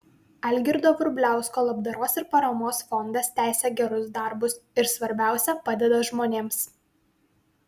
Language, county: Lithuanian, Vilnius